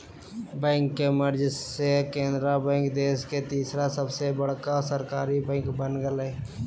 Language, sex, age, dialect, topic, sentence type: Magahi, male, 18-24, Southern, banking, statement